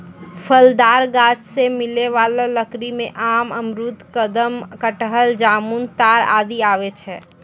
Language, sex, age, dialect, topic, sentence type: Maithili, female, 60-100, Angika, agriculture, statement